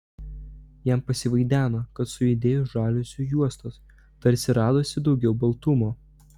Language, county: Lithuanian, Vilnius